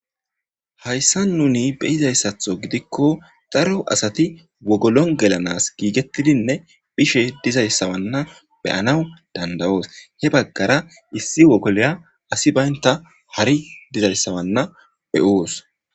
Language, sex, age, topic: Gamo, female, 18-24, government